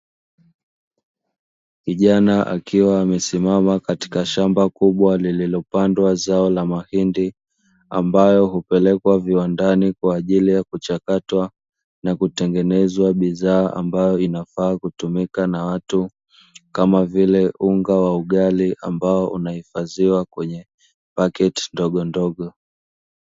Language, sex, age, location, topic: Swahili, male, 25-35, Dar es Salaam, agriculture